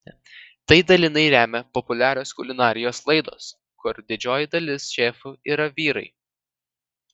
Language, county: Lithuanian, Vilnius